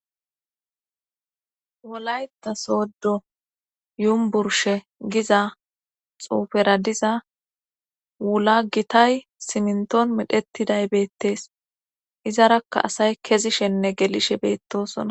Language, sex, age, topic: Gamo, female, 25-35, government